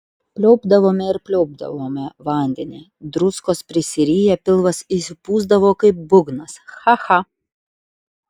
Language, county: Lithuanian, Utena